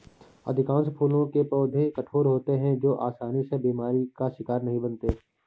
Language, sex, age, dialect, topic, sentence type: Hindi, male, 25-30, Awadhi Bundeli, agriculture, statement